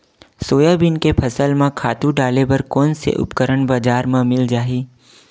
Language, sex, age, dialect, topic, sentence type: Chhattisgarhi, male, 18-24, Western/Budati/Khatahi, agriculture, question